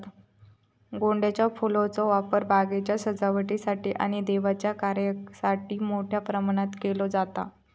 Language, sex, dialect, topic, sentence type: Marathi, female, Southern Konkan, agriculture, statement